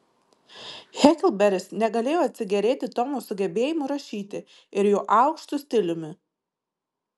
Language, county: Lithuanian, Marijampolė